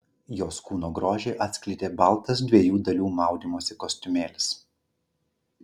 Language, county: Lithuanian, Klaipėda